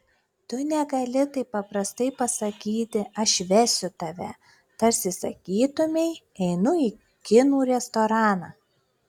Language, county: Lithuanian, Klaipėda